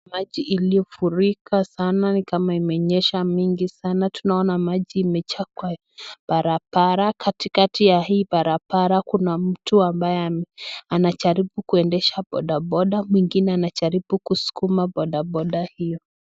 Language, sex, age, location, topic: Swahili, female, 25-35, Nakuru, health